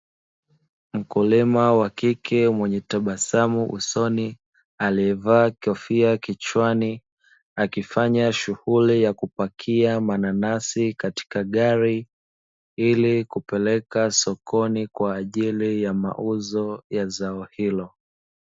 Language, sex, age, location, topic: Swahili, male, 25-35, Dar es Salaam, agriculture